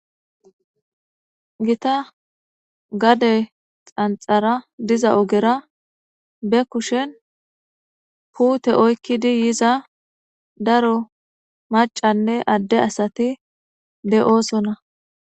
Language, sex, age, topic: Gamo, female, 25-35, government